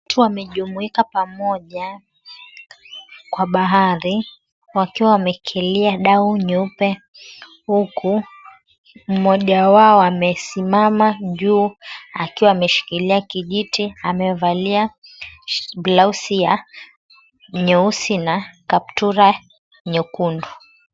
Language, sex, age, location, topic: Swahili, female, 25-35, Mombasa, government